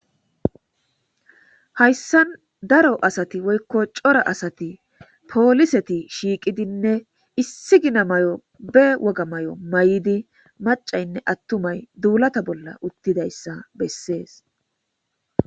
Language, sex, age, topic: Gamo, female, 25-35, government